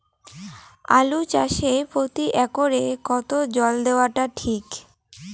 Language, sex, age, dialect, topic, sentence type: Bengali, female, 18-24, Rajbangshi, agriculture, question